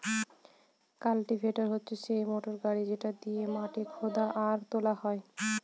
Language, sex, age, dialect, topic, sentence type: Bengali, female, 25-30, Northern/Varendri, agriculture, statement